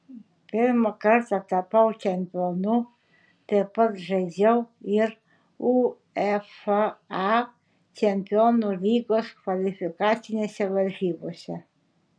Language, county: Lithuanian, Šiauliai